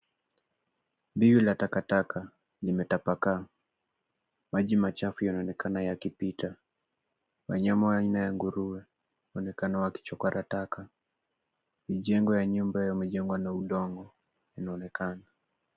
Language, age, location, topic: Swahili, 18-24, Nairobi, government